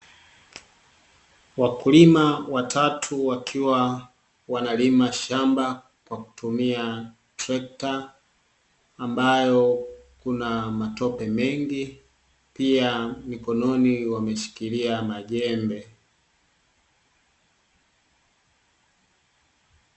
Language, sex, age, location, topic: Swahili, male, 25-35, Dar es Salaam, agriculture